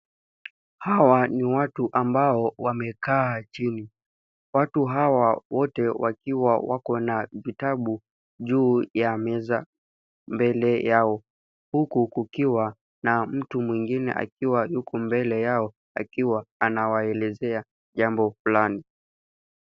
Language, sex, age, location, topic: Swahili, male, 25-35, Nairobi, education